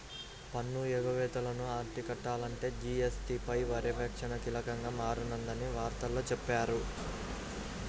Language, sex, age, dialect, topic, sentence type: Telugu, male, 56-60, Central/Coastal, banking, statement